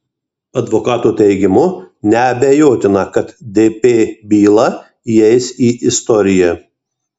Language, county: Lithuanian, Marijampolė